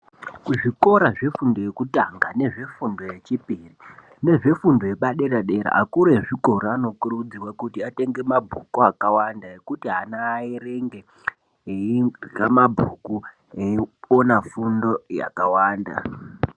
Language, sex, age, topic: Ndau, male, 18-24, education